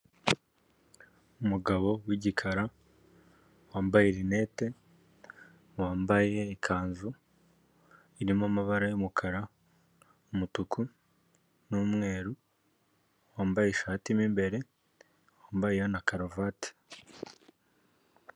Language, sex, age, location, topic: Kinyarwanda, male, 18-24, Kigali, government